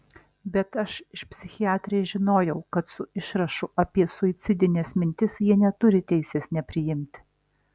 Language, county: Lithuanian, Alytus